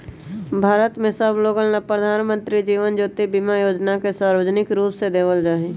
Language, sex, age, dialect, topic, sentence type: Magahi, male, 18-24, Western, banking, statement